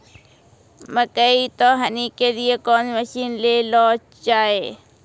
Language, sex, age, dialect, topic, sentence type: Maithili, female, 36-40, Angika, agriculture, question